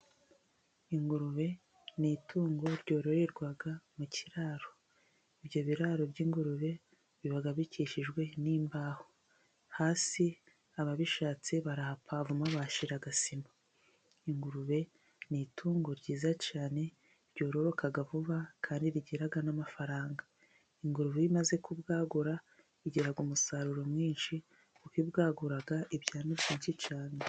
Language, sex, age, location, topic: Kinyarwanda, female, 25-35, Musanze, agriculture